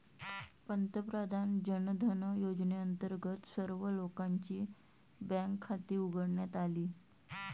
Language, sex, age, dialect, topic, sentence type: Marathi, female, 31-35, Standard Marathi, banking, statement